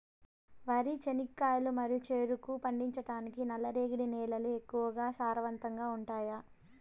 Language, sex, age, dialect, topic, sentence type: Telugu, female, 18-24, Southern, agriculture, question